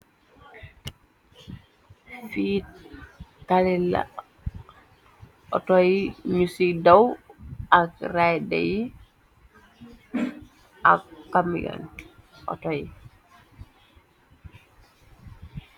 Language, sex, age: Wolof, female, 18-24